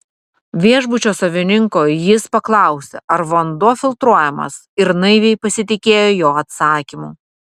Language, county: Lithuanian, Vilnius